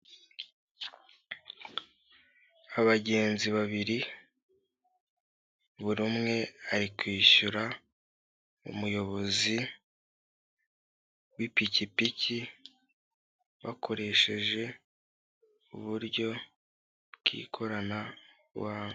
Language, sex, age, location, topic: Kinyarwanda, male, 18-24, Kigali, finance